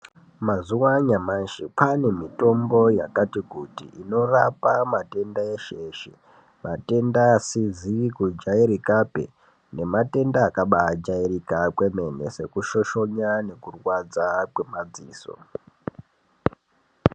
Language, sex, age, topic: Ndau, male, 18-24, health